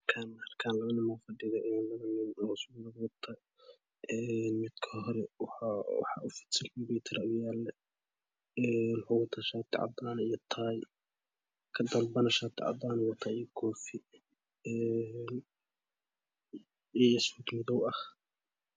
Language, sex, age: Somali, male, 18-24